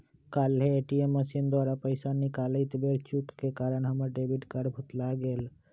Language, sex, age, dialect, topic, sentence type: Magahi, male, 25-30, Western, banking, statement